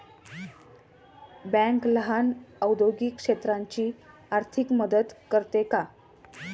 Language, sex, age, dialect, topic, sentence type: Marathi, male, 36-40, Standard Marathi, banking, question